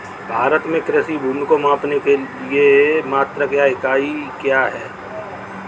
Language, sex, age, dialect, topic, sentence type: Hindi, male, 36-40, Kanauji Braj Bhasha, agriculture, question